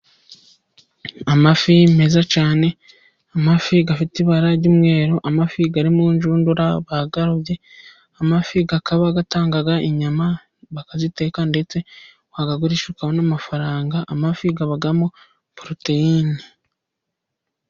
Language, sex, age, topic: Kinyarwanda, female, 25-35, agriculture